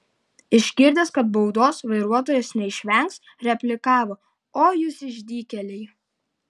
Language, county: Lithuanian, Vilnius